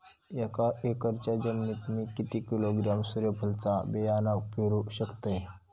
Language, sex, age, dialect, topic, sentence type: Marathi, female, 25-30, Southern Konkan, agriculture, question